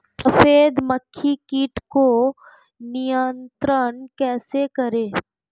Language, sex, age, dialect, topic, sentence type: Hindi, female, 25-30, Marwari Dhudhari, agriculture, question